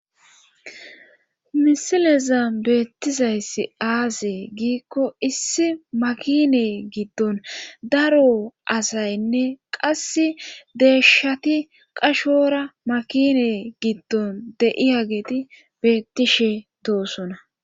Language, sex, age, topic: Gamo, female, 25-35, government